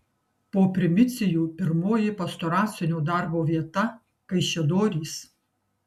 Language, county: Lithuanian, Kaunas